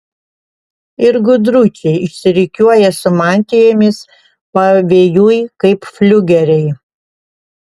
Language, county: Lithuanian, Panevėžys